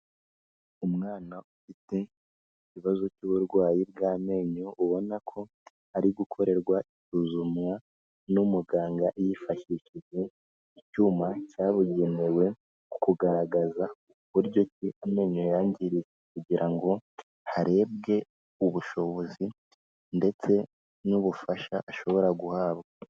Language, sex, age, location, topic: Kinyarwanda, female, 25-35, Kigali, health